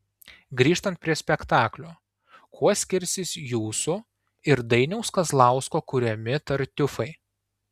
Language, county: Lithuanian, Tauragė